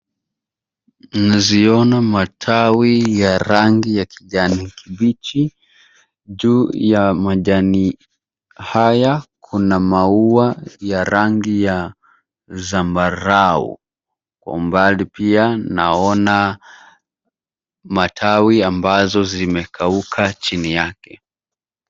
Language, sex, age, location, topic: Swahili, male, 25-35, Nairobi, health